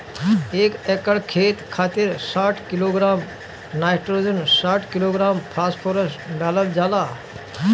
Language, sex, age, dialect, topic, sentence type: Bhojpuri, male, 18-24, Northern, agriculture, question